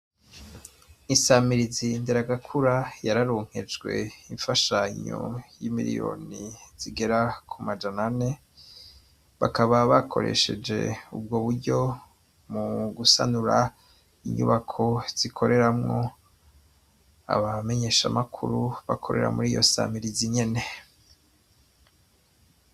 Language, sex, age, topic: Rundi, male, 25-35, education